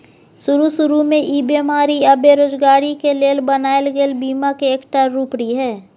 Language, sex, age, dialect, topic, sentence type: Maithili, female, 18-24, Bajjika, banking, statement